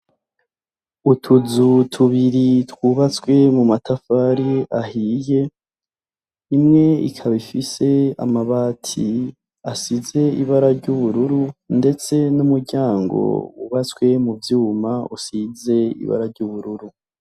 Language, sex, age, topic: Rundi, male, 25-35, education